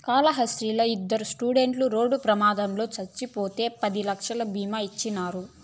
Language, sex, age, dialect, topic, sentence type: Telugu, female, 18-24, Southern, banking, statement